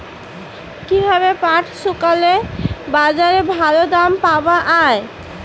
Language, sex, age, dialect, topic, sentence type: Bengali, female, 25-30, Rajbangshi, agriculture, question